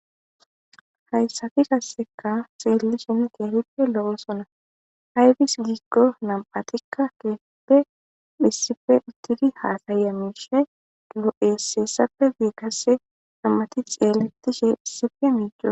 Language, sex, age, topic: Gamo, female, 25-35, government